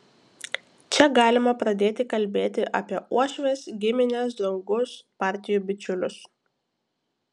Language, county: Lithuanian, Kaunas